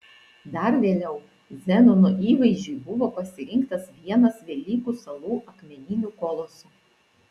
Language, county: Lithuanian, Vilnius